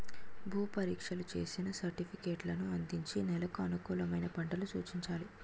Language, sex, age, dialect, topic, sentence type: Telugu, female, 46-50, Utterandhra, agriculture, statement